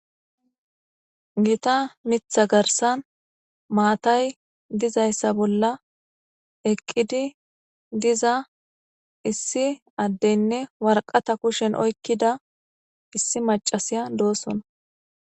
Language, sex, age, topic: Gamo, female, 18-24, government